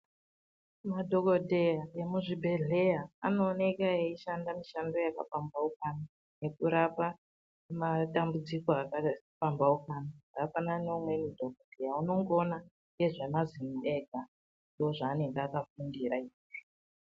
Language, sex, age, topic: Ndau, female, 18-24, health